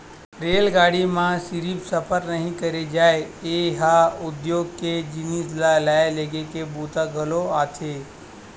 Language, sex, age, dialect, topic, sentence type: Chhattisgarhi, male, 18-24, Western/Budati/Khatahi, banking, statement